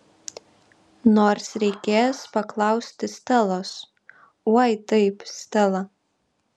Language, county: Lithuanian, Kaunas